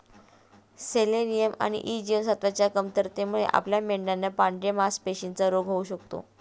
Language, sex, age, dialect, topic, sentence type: Marathi, female, 31-35, Standard Marathi, agriculture, statement